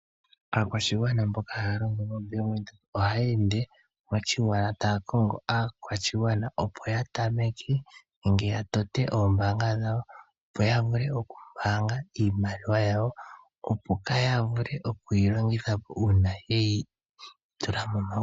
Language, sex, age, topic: Oshiwambo, male, 18-24, finance